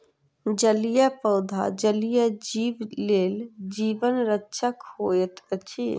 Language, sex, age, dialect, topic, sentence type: Maithili, female, 36-40, Southern/Standard, agriculture, statement